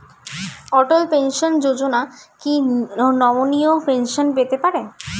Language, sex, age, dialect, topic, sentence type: Bengali, female, 36-40, Standard Colloquial, banking, question